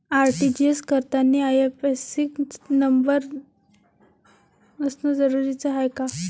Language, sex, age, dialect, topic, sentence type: Marathi, female, 18-24, Varhadi, banking, question